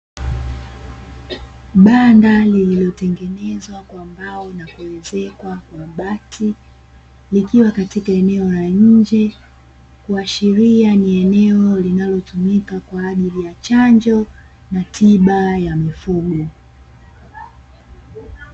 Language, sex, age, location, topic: Swahili, female, 18-24, Dar es Salaam, agriculture